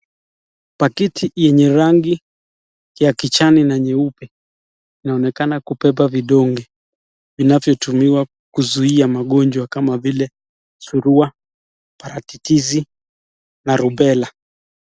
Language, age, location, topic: Swahili, 36-49, Nakuru, health